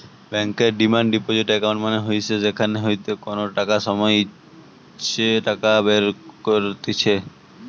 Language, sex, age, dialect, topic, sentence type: Bengali, male, 18-24, Western, banking, statement